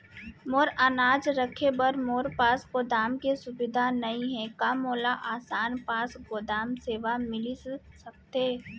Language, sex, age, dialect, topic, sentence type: Chhattisgarhi, female, 60-100, Central, agriculture, question